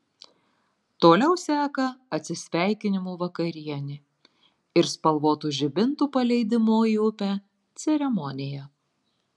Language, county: Lithuanian, Marijampolė